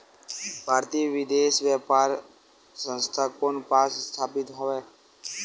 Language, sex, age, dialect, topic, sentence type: Chhattisgarhi, male, 18-24, Western/Budati/Khatahi, agriculture, question